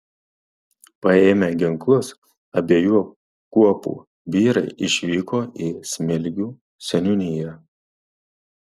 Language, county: Lithuanian, Marijampolė